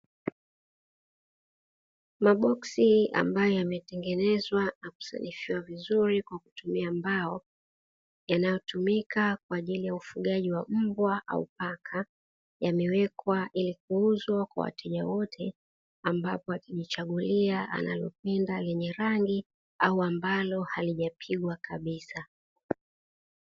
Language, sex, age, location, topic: Swahili, female, 18-24, Dar es Salaam, agriculture